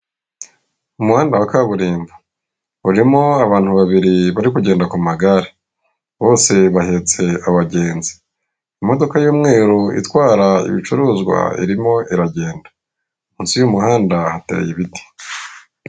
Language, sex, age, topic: Kinyarwanda, female, 36-49, government